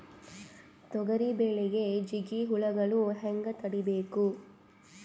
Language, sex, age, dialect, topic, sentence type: Kannada, female, 18-24, Northeastern, agriculture, question